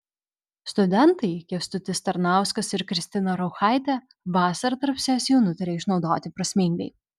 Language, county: Lithuanian, Vilnius